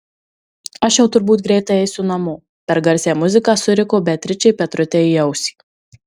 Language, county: Lithuanian, Marijampolė